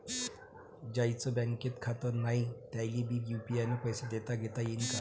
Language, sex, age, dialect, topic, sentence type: Marathi, male, 36-40, Varhadi, banking, question